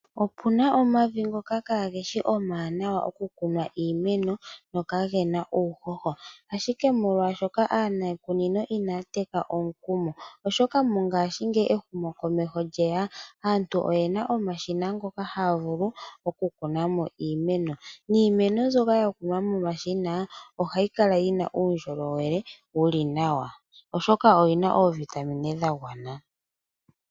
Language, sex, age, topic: Oshiwambo, female, 25-35, agriculture